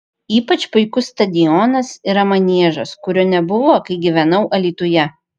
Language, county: Lithuanian, Vilnius